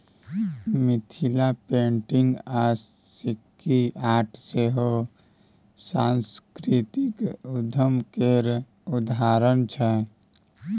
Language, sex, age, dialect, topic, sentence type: Maithili, male, 18-24, Bajjika, banking, statement